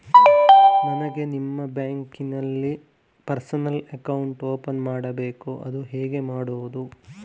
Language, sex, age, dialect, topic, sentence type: Kannada, male, 18-24, Coastal/Dakshin, banking, question